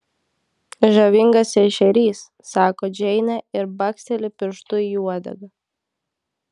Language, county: Lithuanian, Klaipėda